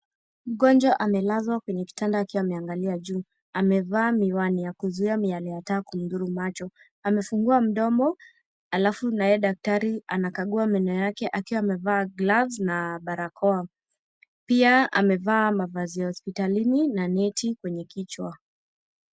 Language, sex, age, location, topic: Swahili, female, 18-24, Kisumu, health